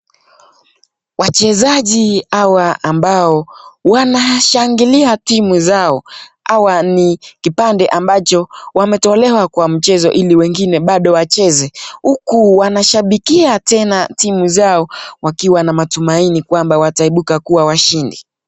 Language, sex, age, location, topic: Swahili, male, 25-35, Nakuru, government